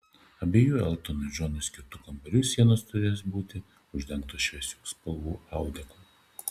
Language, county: Lithuanian, Šiauliai